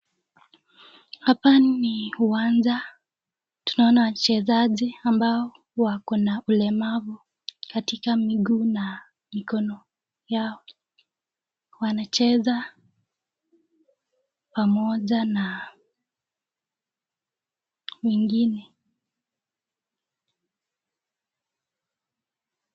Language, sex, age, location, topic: Swahili, female, 18-24, Nakuru, education